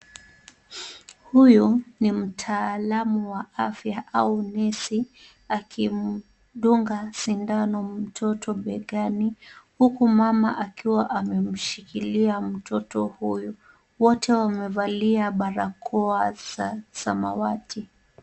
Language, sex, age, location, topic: Swahili, female, 18-24, Kisumu, health